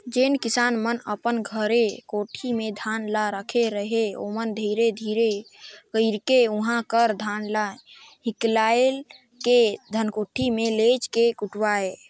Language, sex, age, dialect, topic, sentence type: Chhattisgarhi, male, 25-30, Northern/Bhandar, agriculture, statement